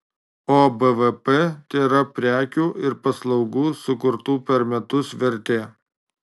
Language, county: Lithuanian, Marijampolė